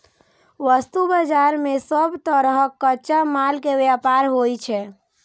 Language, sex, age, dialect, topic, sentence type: Maithili, female, 18-24, Eastern / Thethi, banking, statement